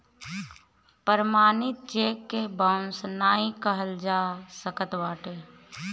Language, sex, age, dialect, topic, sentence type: Bhojpuri, female, 25-30, Northern, banking, statement